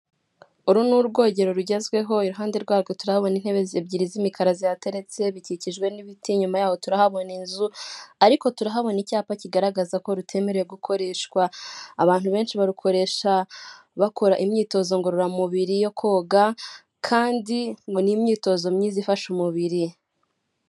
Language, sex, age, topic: Kinyarwanda, female, 18-24, finance